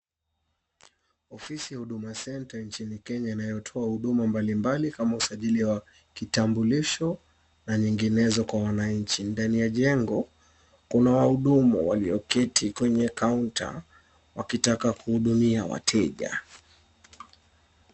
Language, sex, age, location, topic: Swahili, male, 25-35, Kisumu, government